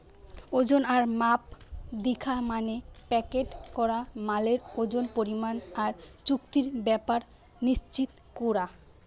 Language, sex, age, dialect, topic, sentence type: Bengali, female, 18-24, Western, agriculture, statement